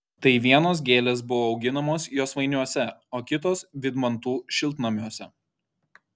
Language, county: Lithuanian, Kaunas